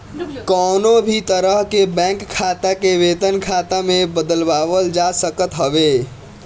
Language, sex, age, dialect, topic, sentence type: Bhojpuri, male, <18, Northern, banking, statement